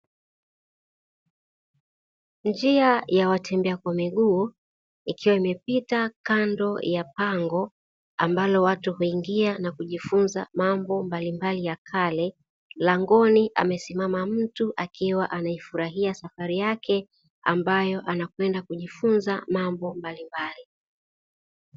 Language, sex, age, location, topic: Swahili, female, 18-24, Dar es Salaam, agriculture